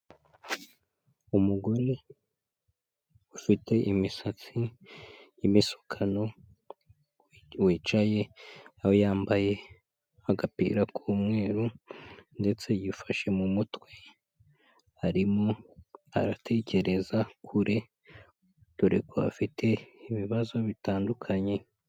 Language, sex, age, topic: Kinyarwanda, male, 25-35, health